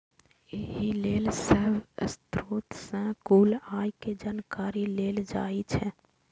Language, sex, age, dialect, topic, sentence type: Maithili, female, 18-24, Eastern / Thethi, banking, statement